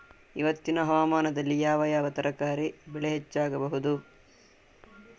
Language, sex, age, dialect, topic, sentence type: Kannada, male, 18-24, Coastal/Dakshin, agriculture, question